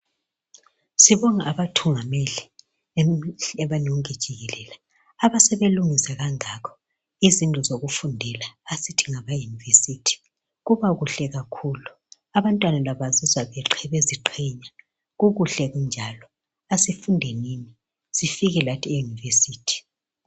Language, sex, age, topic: North Ndebele, male, 36-49, education